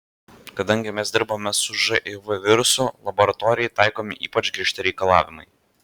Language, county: Lithuanian, Vilnius